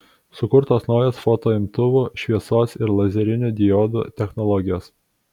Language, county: Lithuanian, Kaunas